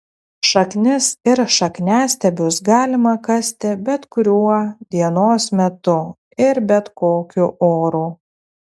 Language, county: Lithuanian, Telšiai